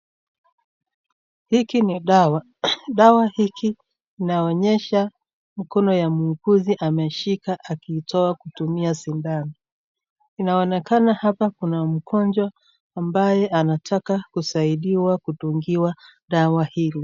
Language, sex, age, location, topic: Swahili, female, 36-49, Nakuru, health